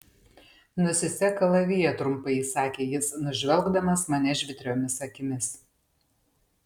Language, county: Lithuanian, Panevėžys